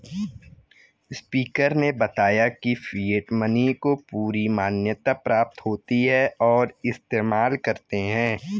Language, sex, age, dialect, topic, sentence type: Hindi, male, 18-24, Kanauji Braj Bhasha, banking, statement